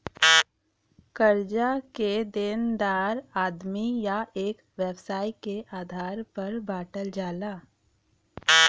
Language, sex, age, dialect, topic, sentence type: Bhojpuri, female, 25-30, Western, banking, statement